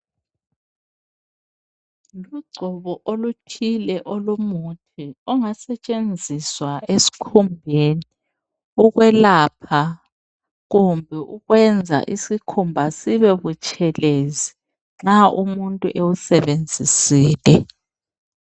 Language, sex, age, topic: North Ndebele, female, 36-49, health